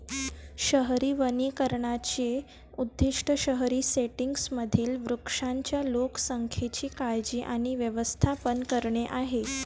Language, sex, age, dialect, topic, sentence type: Marathi, female, 18-24, Varhadi, agriculture, statement